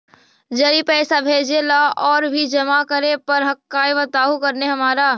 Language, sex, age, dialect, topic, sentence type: Magahi, female, 51-55, Central/Standard, banking, question